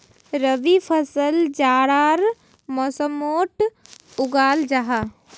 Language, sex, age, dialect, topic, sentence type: Magahi, female, 18-24, Northeastern/Surjapuri, agriculture, statement